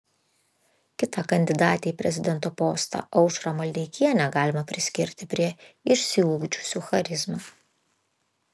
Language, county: Lithuanian, Vilnius